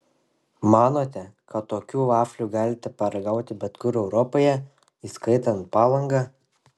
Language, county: Lithuanian, Šiauliai